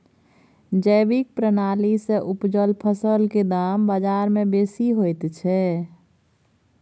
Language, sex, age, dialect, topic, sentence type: Maithili, female, 31-35, Bajjika, agriculture, question